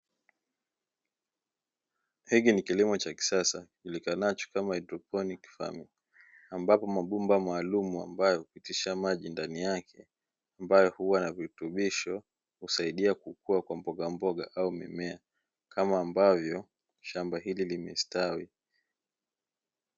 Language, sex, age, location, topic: Swahili, male, 25-35, Dar es Salaam, agriculture